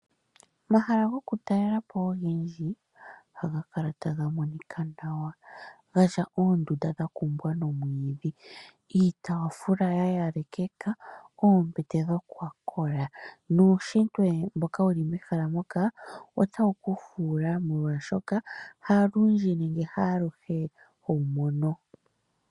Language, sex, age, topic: Oshiwambo, female, 25-35, agriculture